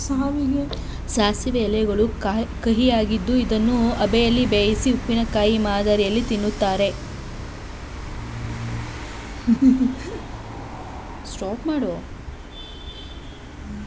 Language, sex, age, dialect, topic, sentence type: Kannada, female, 25-30, Mysore Kannada, agriculture, statement